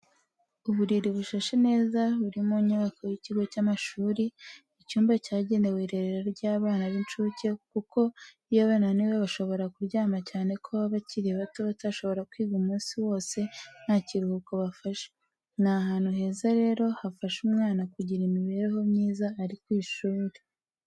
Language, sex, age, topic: Kinyarwanda, female, 18-24, education